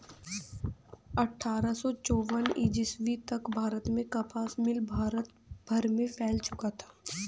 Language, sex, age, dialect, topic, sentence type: Hindi, female, 18-24, Hindustani Malvi Khadi Boli, agriculture, statement